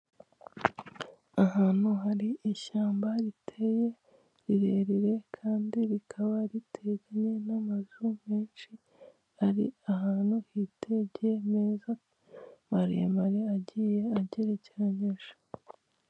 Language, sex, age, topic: Kinyarwanda, female, 25-35, government